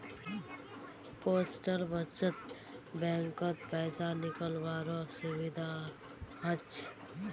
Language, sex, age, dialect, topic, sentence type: Magahi, female, 18-24, Northeastern/Surjapuri, banking, statement